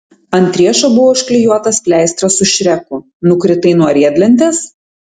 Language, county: Lithuanian, Tauragė